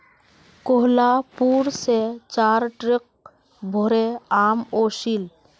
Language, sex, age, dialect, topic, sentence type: Magahi, female, 31-35, Northeastern/Surjapuri, agriculture, statement